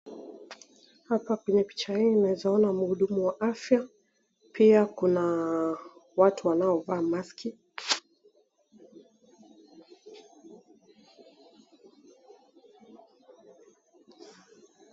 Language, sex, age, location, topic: Swahili, female, 25-35, Kisii, health